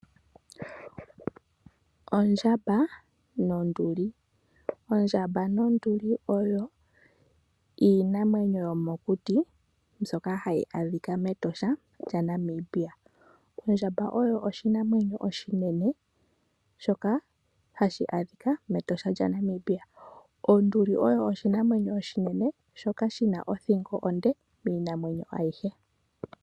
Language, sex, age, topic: Oshiwambo, female, 18-24, agriculture